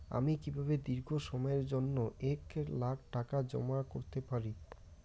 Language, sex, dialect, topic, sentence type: Bengali, male, Rajbangshi, banking, question